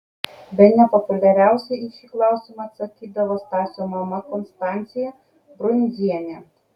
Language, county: Lithuanian, Kaunas